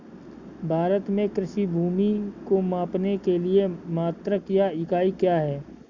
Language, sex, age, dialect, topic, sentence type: Hindi, male, 25-30, Kanauji Braj Bhasha, agriculture, question